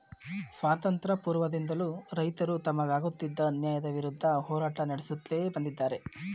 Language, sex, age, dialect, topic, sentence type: Kannada, male, 36-40, Mysore Kannada, agriculture, statement